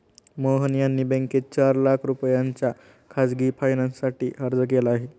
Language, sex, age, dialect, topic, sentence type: Marathi, male, 18-24, Standard Marathi, banking, statement